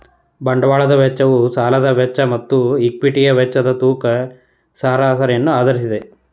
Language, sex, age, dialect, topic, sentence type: Kannada, male, 31-35, Dharwad Kannada, banking, statement